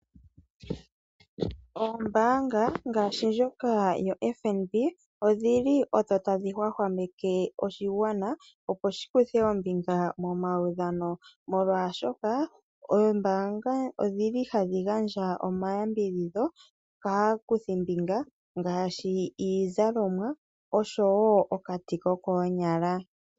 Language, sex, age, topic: Oshiwambo, female, 36-49, finance